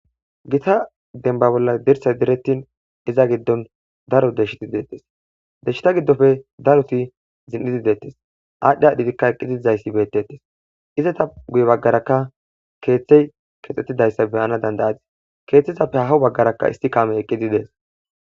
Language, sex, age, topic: Gamo, male, 18-24, agriculture